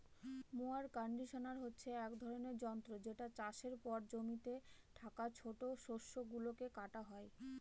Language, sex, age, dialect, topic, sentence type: Bengali, female, 25-30, Northern/Varendri, agriculture, statement